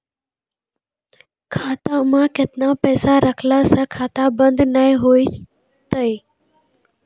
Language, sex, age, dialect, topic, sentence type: Maithili, female, 18-24, Angika, banking, question